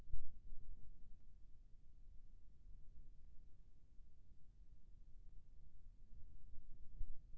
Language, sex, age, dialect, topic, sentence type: Chhattisgarhi, male, 56-60, Eastern, agriculture, question